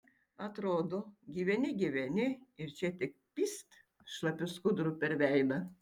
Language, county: Lithuanian, Tauragė